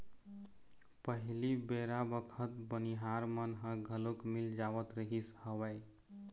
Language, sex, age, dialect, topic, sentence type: Chhattisgarhi, male, 25-30, Eastern, banking, statement